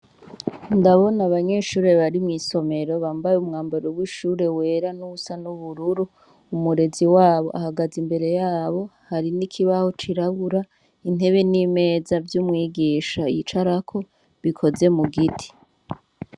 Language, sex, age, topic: Rundi, female, 36-49, education